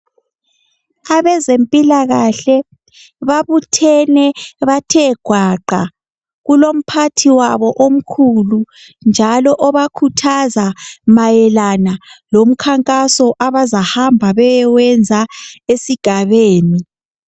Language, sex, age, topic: North Ndebele, female, 18-24, health